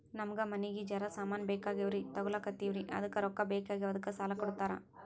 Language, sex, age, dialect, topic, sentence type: Kannada, female, 18-24, Northeastern, banking, question